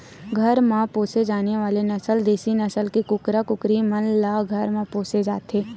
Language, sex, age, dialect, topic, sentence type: Chhattisgarhi, female, 56-60, Western/Budati/Khatahi, agriculture, statement